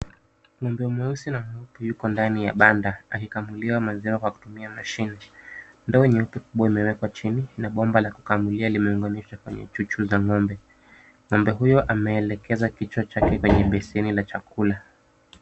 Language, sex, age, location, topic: Swahili, male, 25-35, Kisumu, agriculture